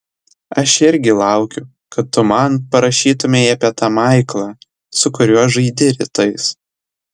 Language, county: Lithuanian, Telšiai